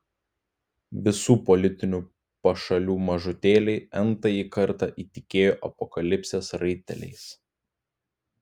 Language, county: Lithuanian, Klaipėda